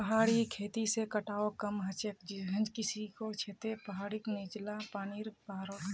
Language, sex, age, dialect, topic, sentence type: Magahi, female, 60-100, Northeastern/Surjapuri, agriculture, statement